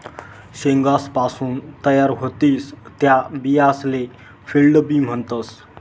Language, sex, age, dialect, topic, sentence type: Marathi, male, 25-30, Northern Konkan, agriculture, statement